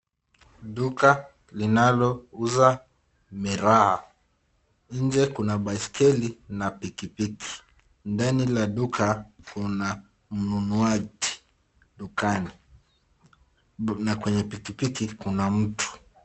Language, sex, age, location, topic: Swahili, male, 25-35, Nakuru, finance